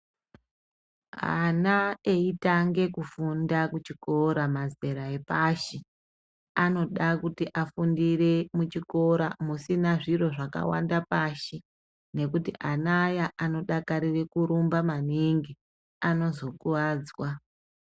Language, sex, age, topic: Ndau, female, 25-35, education